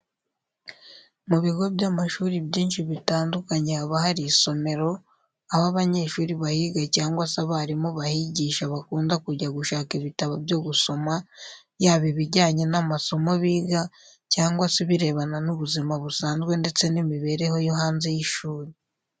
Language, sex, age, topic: Kinyarwanda, female, 25-35, education